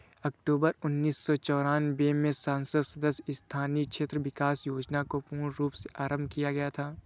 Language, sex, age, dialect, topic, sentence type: Hindi, male, 25-30, Awadhi Bundeli, banking, statement